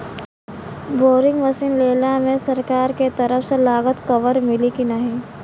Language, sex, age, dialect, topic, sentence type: Bhojpuri, female, 18-24, Western, agriculture, question